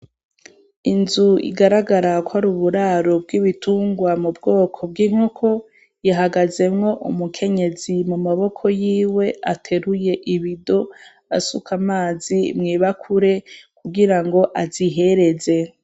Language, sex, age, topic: Rundi, female, 25-35, agriculture